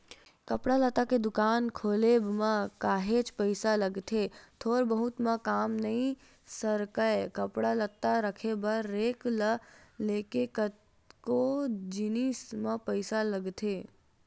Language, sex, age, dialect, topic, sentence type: Chhattisgarhi, female, 18-24, Western/Budati/Khatahi, banking, statement